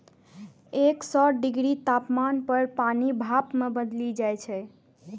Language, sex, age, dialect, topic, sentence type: Maithili, female, 18-24, Eastern / Thethi, agriculture, statement